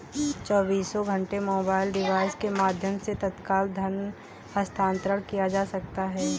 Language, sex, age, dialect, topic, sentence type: Hindi, female, 18-24, Kanauji Braj Bhasha, banking, statement